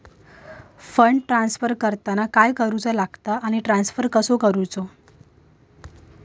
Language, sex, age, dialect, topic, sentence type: Marathi, female, 18-24, Southern Konkan, banking, question